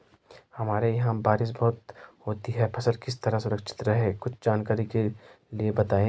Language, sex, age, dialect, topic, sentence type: Hindi, male, 25-30, Garhwali, agriculture, question